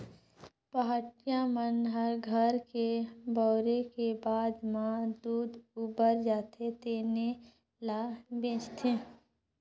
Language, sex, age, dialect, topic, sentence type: Chhattisgarhi, male, 56-60, Northern/Bhandar, agriculture, statement